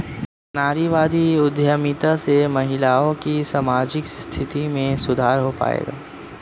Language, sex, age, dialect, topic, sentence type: Hindi, male, 18-24, Marwari Dhudhari, banking, statement